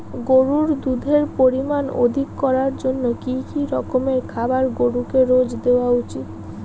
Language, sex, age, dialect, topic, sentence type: Bengali, female, 31-35, Rajbangshi, agriculture, question